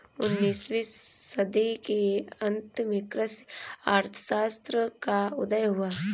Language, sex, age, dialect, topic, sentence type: Hindi, female, 18-24, Kanauji Braj Bhasha, agriculture, statement